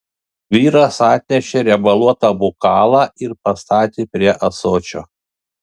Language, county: Lithuanian, Panevėžys